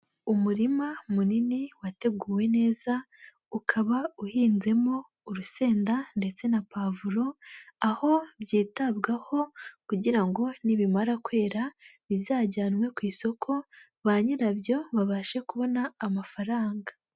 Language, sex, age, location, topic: Kinyarwanda, female, 25-35, Huye, agriculture